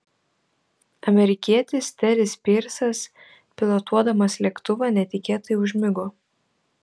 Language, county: Lithuanian, Vilnius